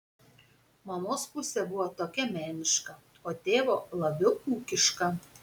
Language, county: Lithuanian, Panevėžys